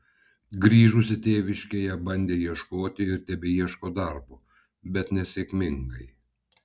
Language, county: Lithuanian, Vilnius